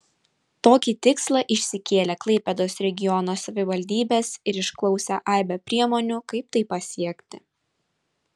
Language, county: Lithuanian, Vilnius